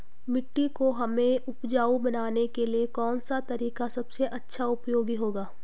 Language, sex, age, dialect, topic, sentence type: Hindi, female, 25-30, Garhwali, agriculture, question